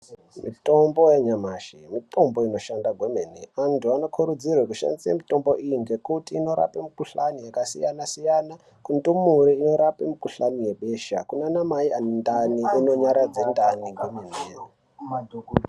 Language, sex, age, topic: Ndau, male, 18-24, health